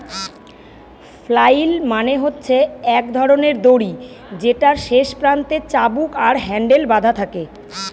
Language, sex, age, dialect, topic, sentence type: Bengali, female, 41-45, Northern/Varendri, agriculture, statement